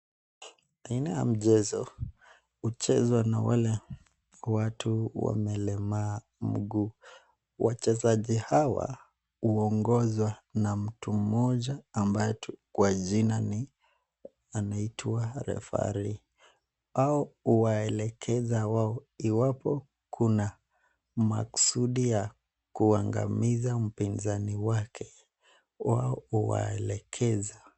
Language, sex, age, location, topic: Swahili, male, 25-35, Nakuru, education